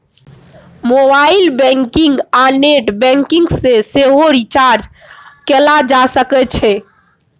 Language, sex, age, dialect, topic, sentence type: Maithili, female, 18-24, Bajjika, banking, statement